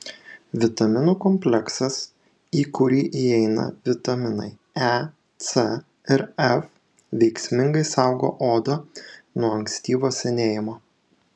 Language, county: Lithuanian, Šiauliai